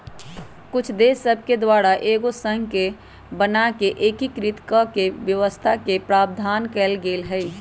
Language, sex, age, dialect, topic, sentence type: Magahi, male, 18-24, Western, banking, statement